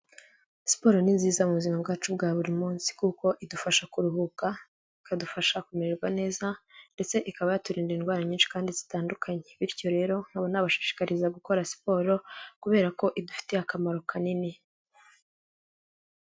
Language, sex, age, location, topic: Kinyarwanda, female, 18-24, Kigali, health